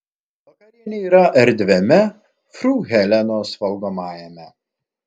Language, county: Lithuanian, Klaipėda